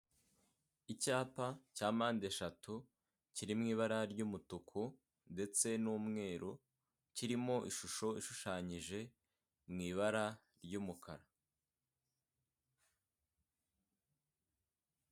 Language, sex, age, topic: Kinyarwanda, male, 18-24, government